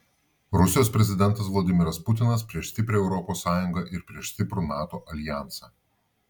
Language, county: Lithuanian, Vilnius